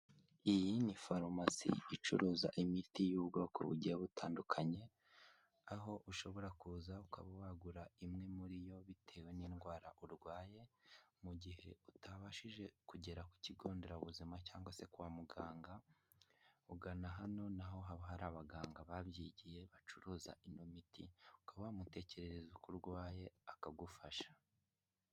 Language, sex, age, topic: Kinyarwanda, male, 18-24, health